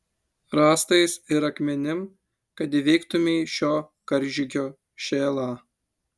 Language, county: Lithuanian, Utena